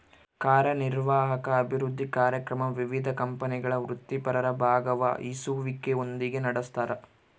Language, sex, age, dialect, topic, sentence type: Kannada, male, 25-30, Central, banking, statement